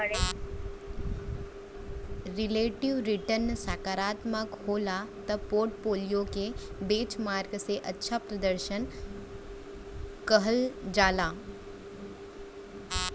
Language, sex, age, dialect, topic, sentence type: Bhojpuri, female, 25-30, Western, banking, statement